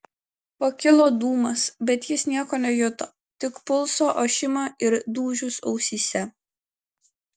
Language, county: Lithuanian, Klaipėda